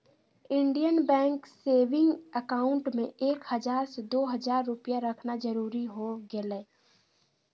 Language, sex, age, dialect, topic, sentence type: Magahi, female, 56-60, Southern, banking, statement